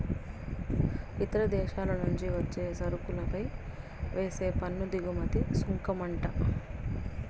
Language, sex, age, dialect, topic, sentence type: Telugu, female, 31-35, Southern, banking, statement